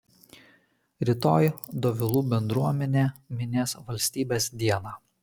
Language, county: Lithuanian, Kaunas